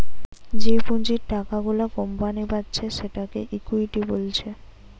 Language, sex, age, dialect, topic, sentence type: Bengali, female, 18-24, Western, banking, statement